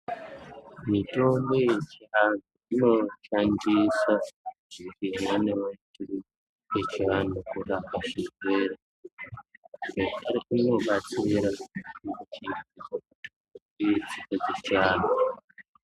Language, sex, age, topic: Ndau, male, 25-35, health